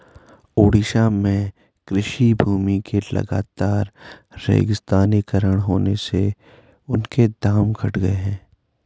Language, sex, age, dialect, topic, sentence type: Hindi, male, 41-45, Garhwali, agriculture, statement